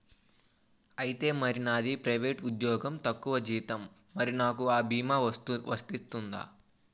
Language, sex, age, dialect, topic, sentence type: Telugu, male, 18-24, Utterandhra, banking, question